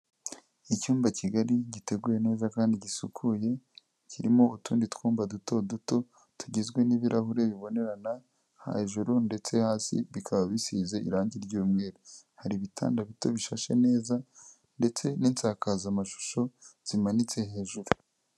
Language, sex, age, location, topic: Kinyarwanda, male, 25-35, Kigali, health